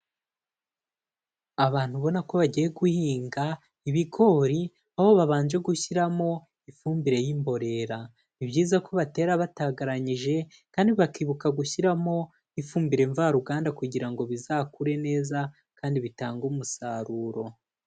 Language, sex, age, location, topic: Kinyarwanda, male, 18-24, Kigali, agriculture